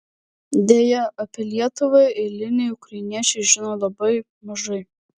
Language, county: Lithuanian, Vilnius